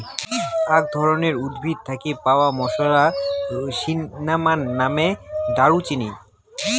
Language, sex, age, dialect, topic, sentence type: Bengali, male, 18-24, Rajbangshi, agriculture, statement